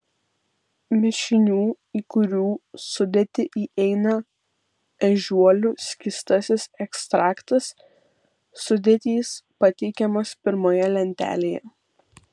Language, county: Lithuanian, Vilnius